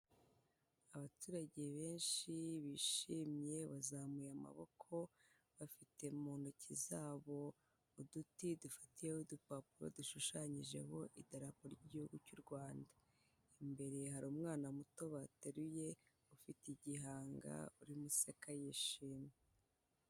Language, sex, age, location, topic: Kinyarwanda, female, 18-24, Kigali, health